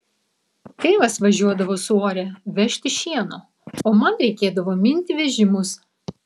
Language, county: Lithuanian, Vilnius